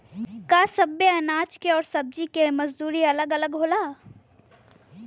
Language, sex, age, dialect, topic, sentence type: Bhojpuri, female, 18-24, Western, agriculture, question